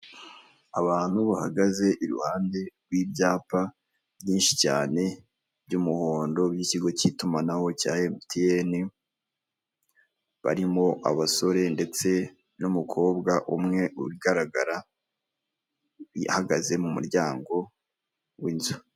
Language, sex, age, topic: Kinyarwanda, male, 25-35, finance